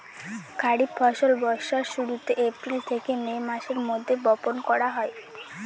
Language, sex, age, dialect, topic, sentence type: Bengali, female, <18, Northern/Varendri, agriculture, statement